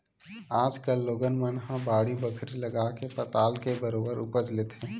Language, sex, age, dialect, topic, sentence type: Chhattisgarhi, male, 18-24, Western/Budati/Khatahi, agriculture, statement